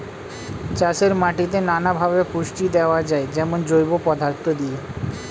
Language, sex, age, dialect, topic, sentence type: Bengali, male, 25-30, Standard Colloquial, agriculture, statement